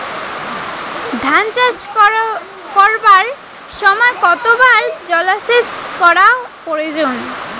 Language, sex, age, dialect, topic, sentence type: Bengali, female, 18-24, Rajbangshi, agriculture, question